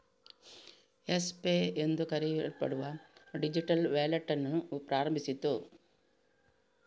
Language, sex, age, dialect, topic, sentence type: Kannada, female, 25-30, Coastal/Dakshin, banking, statement